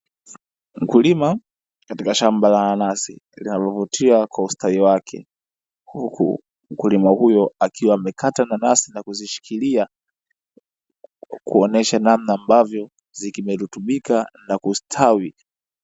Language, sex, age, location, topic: Swahili, male, 18-24, Dar es Salaam, agriculture